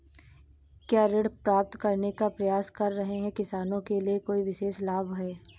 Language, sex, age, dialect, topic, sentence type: Hindi, female, 18-24, Awadhi Bundeli, agriculture, statement